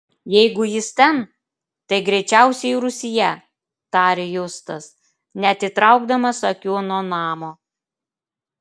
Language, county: Lithuanian, Klaipėda